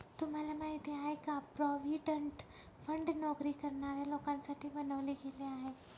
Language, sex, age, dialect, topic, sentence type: Marathi, male, 18-24, Northern Konkan, banking, statement